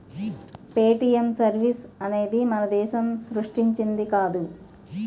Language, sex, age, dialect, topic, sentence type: Telugu, female, 46-50, Utterandhra, banking, statement